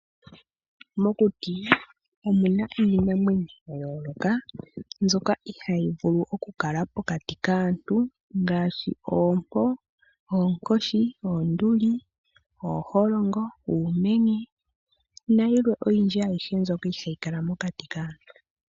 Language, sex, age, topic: Oshiwambo, female, 18-24, agriculture